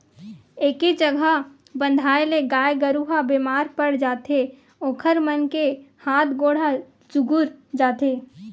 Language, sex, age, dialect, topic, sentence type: Chhattisgarhi, female, 18-24, Western/Budati/Khatahi, agriculture, statement